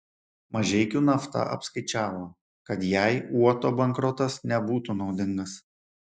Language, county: Lithuanian, Šiauliai